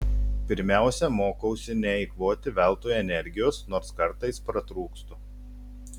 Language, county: Lithuanian, Telšiai